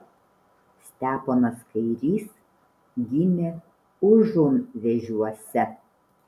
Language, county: Lithuanian, Vilnius